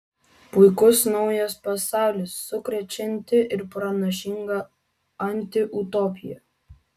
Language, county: Lithuanian, Vilnius